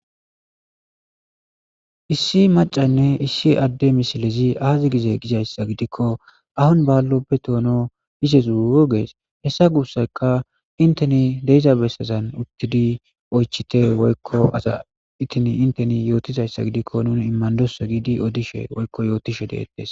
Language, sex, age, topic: Gamo, male, 25-35, government